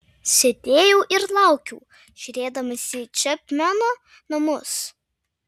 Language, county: Lithuanian, Vilnius